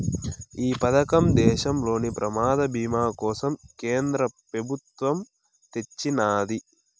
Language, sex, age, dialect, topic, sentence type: Telugu, male, 18-24, Southern, banking, statement